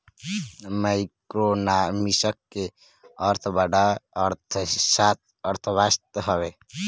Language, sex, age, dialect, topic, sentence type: Bhojpuri, male, <18, Northern, banking, statement